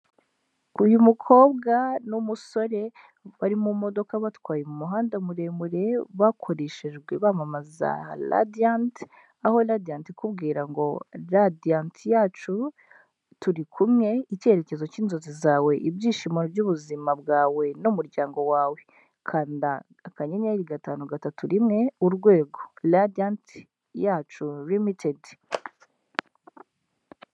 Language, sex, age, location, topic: Kinyarwanda, female, 18-24, Huye, finance